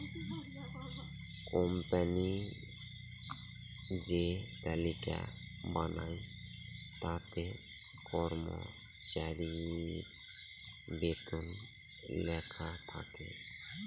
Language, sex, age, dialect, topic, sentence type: Bengali, male, 31-35, Northern/Varendri, banking, statement